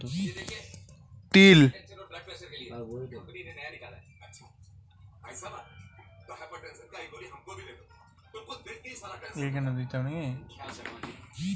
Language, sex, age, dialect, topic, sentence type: Bengali, male, 18-24, Western, agriculture, statement